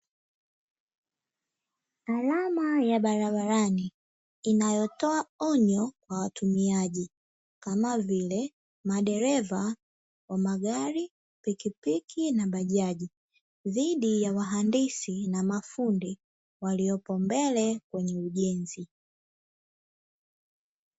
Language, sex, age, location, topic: Swahili, female, 18-24, Dar es Salaam, government